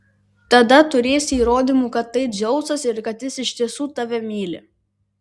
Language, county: Lithuanian, Vilnius